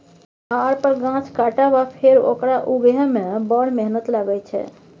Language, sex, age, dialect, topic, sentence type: Maithili, female, 36-40, Bajjika, agriculture, statement